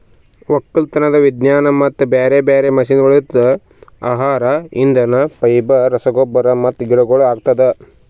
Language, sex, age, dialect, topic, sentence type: Kannada, male, 18-24, Northeastern, agriculture, statement